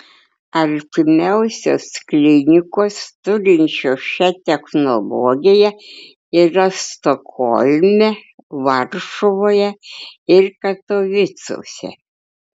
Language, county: Lithuanian, Klaipėda